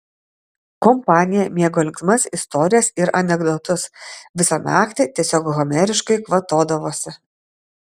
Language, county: Lithuanian, Vilnius